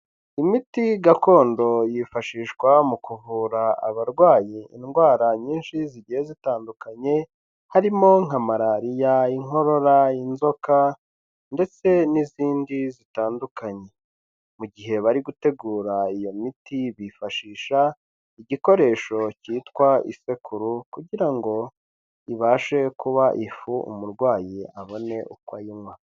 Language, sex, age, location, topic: Kinyarwanda, male, 25-35, Kigali, health